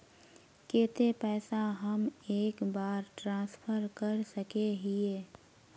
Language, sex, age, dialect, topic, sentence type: Magahi, female, 18-24, Northeastern/Surjapuri, banking, question